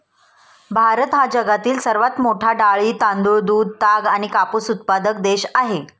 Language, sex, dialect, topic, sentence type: Marathi, female, Standard Marathi, agriculture, statement